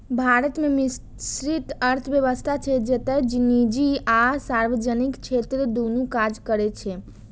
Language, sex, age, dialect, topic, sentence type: Maithili, female, 18-24, Eastern / Thethi, banking, statement